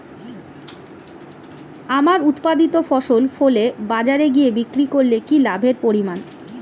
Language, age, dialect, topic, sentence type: Bengali, 41-45, Standard Colloquial, agriculture, question